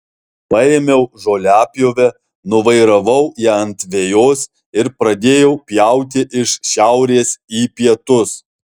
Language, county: Lithuanian, Alytus